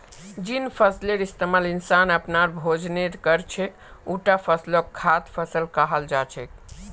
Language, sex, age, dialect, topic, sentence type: Magahi, female, 25-30, Northeastern/Surjapuri, agriculture, statement